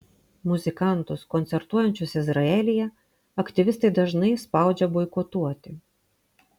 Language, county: Lithuanian, Vilnius